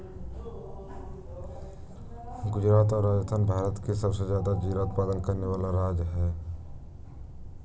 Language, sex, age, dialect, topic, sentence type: Magahi, male, 18-24, Western, agriculture, statement